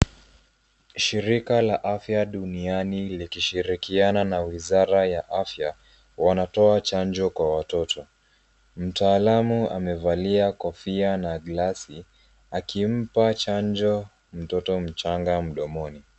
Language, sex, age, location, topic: Swahili, female, 18-24, Nairobi, health